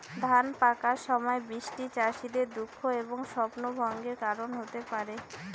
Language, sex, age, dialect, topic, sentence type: Bengali, female, 18-24, Rajbangshi, agriculture, question